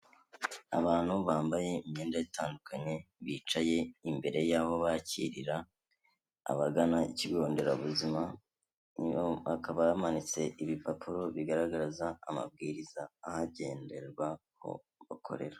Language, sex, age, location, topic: Kinyarwanda, male, 25-35, Kigali, health